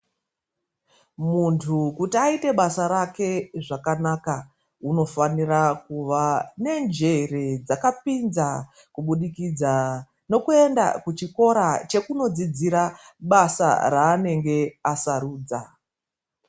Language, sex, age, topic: Ndau, female, 36-49, health